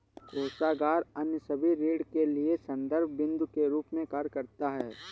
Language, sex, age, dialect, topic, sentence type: Hindi, male, 31-35, Awadhi Bundeli, banking, statement